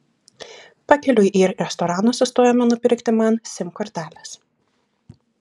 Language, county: Lithuanian, Klaipėda